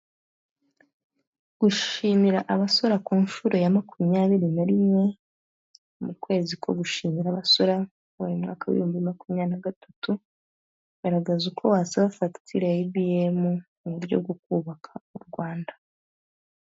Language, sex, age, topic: Kinyarwanda, female, 18-24, government